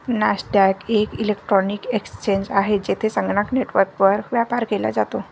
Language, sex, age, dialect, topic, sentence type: Marathi, female, 25-30, Varhadi, banking, statement